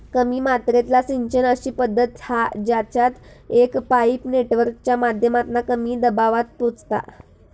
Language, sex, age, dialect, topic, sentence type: Marathi, female, 25-30, Southern Konkan, agriculture, statement